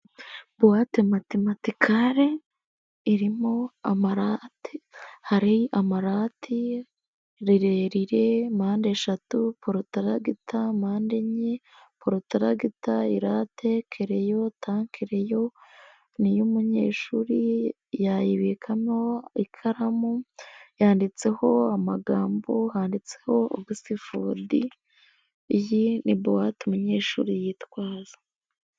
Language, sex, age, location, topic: Kinyarwanda, female, 18-24, Nyagatare, education